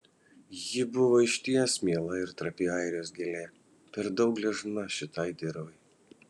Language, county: Lithuanian, Kaunas